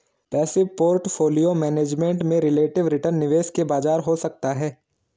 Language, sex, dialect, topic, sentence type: Hindi, male, Garhwali, banking, statement